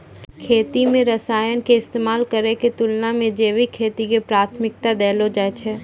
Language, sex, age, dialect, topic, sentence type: Maithili, female, 18-24, Angika, agriculture, statement